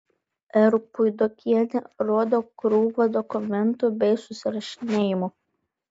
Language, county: Lithuanian, Vilnius